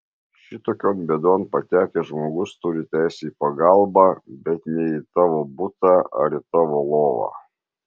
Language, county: Lithuanian, Marijampolė